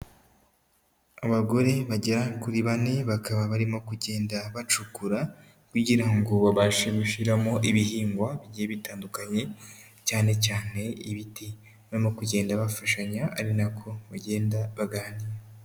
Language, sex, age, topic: Kinyarwanda, female, 18-24, agriculture